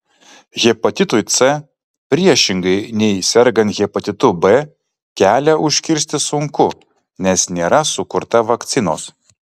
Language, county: Lithuanian, Kaunas